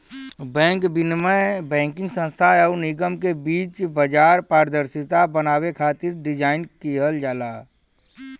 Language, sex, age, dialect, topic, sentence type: Bhojpuri, male, 36-40, Western, banking, statement